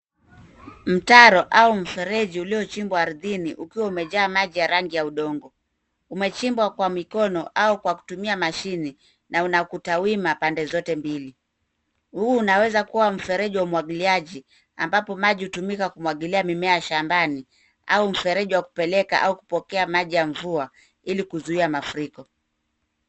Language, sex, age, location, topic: Swahili, female, 36-49, Nairobi, government